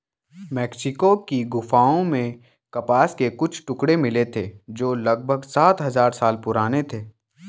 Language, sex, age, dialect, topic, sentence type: Hindi, male, 18-24, Garhwali, agriculture, statement